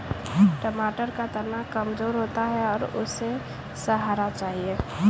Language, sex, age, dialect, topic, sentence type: Hindi, female, 18-24, Kanauji Braj Bhasha, agriculture, statement